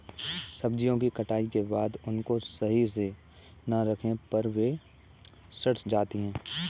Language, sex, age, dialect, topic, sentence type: Hindi, male, 18-24, Kanauji Braj Bhasha, agriculture, statement